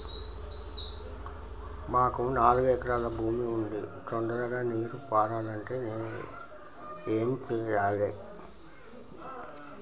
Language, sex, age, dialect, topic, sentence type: Telugu, male, 51-55, Telangana, agriculture, question